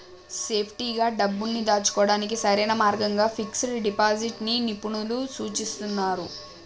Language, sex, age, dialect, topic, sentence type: Telugu, female, 18-24, Telangana, banking, statement